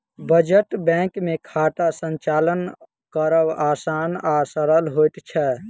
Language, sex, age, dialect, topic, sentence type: Maithili, male, 18-24, Southern/Standard, banking, statement